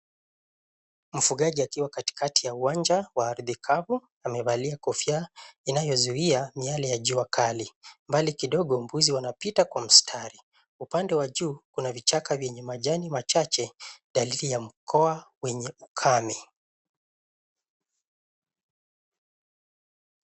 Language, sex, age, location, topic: Swahili, male, 25-35, Nairobi, health